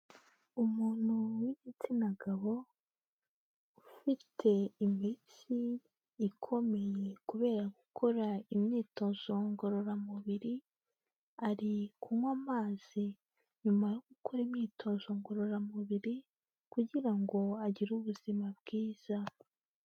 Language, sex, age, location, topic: Kinyarwanda, female, 18-24, Kigali, health